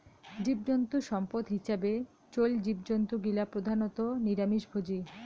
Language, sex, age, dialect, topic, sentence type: Bengali, female, 31-35, Rajbangshi, agriculture, statement